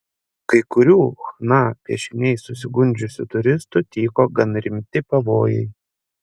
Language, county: Lithuanian, Panevėžys